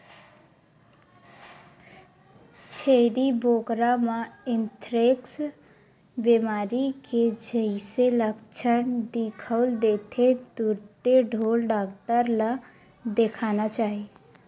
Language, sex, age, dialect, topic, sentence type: Chhattisgarhi, female, 18-24, Western/Budati/Khatahi, agriculture, statement